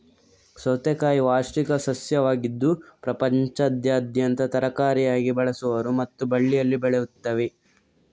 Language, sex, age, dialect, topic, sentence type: Kannada, male, 36-40, Coastal/Dakshin, agriculture, statement